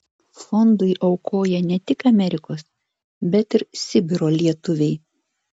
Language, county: Lithuanian, Vilnius